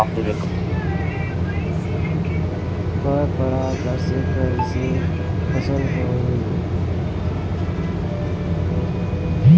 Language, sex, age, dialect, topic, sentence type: Bhojpuri, female, 18-24, Western, agriculture, question